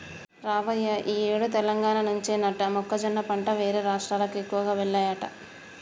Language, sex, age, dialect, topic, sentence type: Telugu, female, 25-30, Telangana, banking, statement